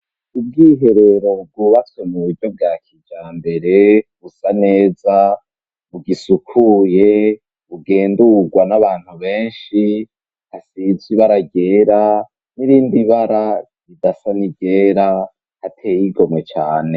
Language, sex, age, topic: Rundi, male, 18-24, education